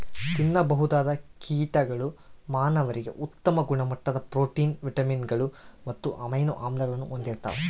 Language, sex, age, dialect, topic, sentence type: Kannada, male, 31-35, Central, agriculture, statement